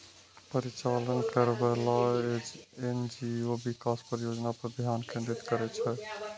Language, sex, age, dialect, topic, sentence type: Maithili, male, 25-30, Eastern / Thethi, banking, statement